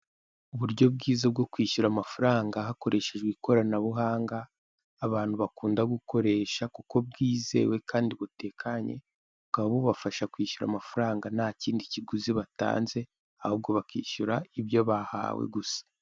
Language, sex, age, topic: Kinyarwanda, male, 18-24, finance